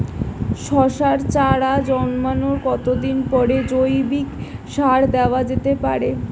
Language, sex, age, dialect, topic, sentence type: Bengali, female, 25-30, Standard Colloquial, agriculture, question